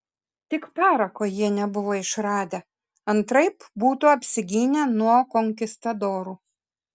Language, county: Lithuanian, Kaunas